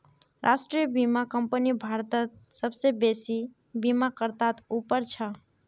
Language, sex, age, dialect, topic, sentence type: Magahi, male, 41-45, Northeastern/Surjapuri, banking, statement